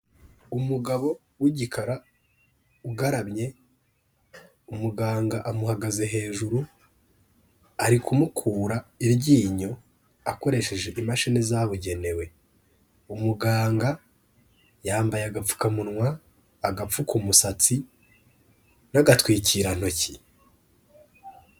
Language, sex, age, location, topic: Kinyarwanda, male, 18-24, Kigali, health